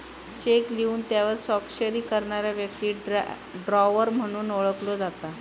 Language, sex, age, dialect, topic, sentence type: Marathi, female, 56-60, Southern Konkan, banking, statement